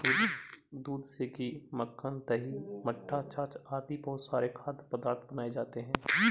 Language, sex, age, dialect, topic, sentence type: Hindi, male, 25-30, Marwari Dhudhari, agriculture, statement